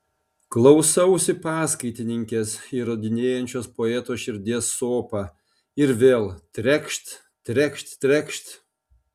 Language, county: Lithuanian, Panevėžys